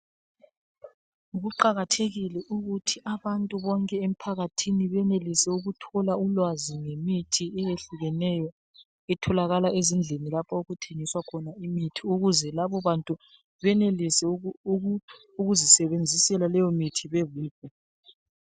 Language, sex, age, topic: North Ndebele, male, 36-49, health